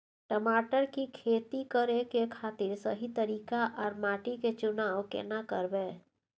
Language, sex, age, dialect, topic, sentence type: Maithili, female, 36-40, Bajjika, agriculture, question